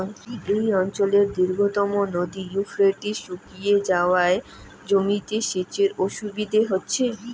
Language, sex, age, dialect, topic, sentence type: Bengali, female, 18-24, Rajbangshi, agriculture, question